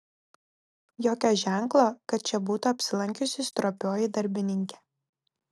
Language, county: Lithuanian, Telšiai